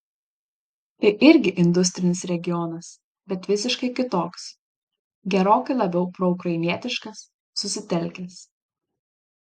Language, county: Lithuanian, Panevėžys